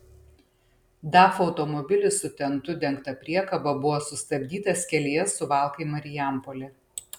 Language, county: Lithuanian, Panevėžys